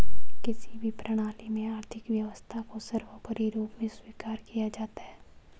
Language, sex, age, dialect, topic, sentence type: Hindi, female, 25-30, Marwari Dhudhari, banking, statement